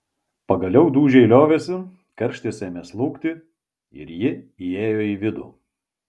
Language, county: Lithuanian, Vilnius